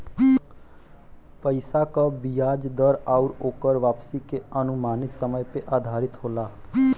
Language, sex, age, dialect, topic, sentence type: Bhojpuri, male, 18-24, Western, banking, statement